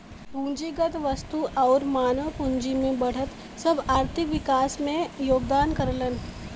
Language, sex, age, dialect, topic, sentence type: Bhojpuri, female, 18-24, Western, banking, statement